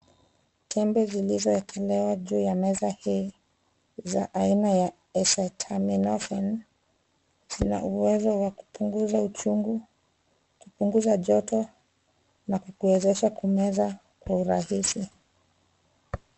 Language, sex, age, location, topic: Swahili, female, 25-35, Nairobi, health